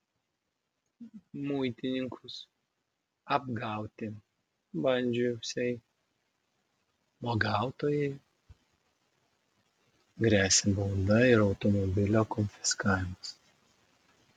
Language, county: Lithuanian, Vilnius